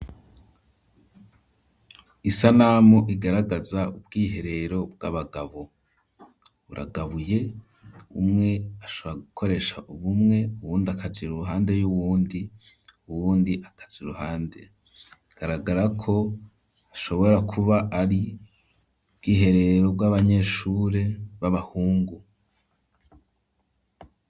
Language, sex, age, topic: Rundi, male, 25-35, education